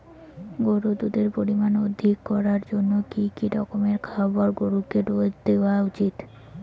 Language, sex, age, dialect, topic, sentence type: Bengali, female, 18-24, Rajbangshi, agriculture, question